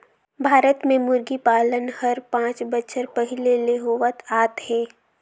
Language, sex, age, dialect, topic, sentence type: Chhattisgarhi, female, 18-24, Northern/Bhandar, agriculture, statement